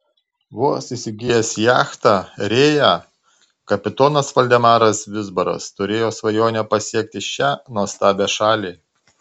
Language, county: Lithuanian, Tauragė